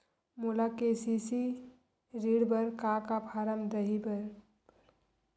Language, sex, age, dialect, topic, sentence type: Chhattisgarhi, female, 31-35, Western/Budati/Khatahi, banking, question